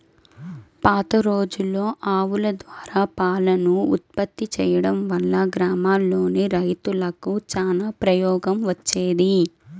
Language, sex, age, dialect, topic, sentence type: Telugu, female, 18-24, Central/Coastal, agriculture, statement